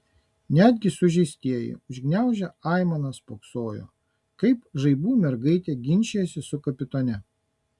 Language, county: Lithuanian, Kaunas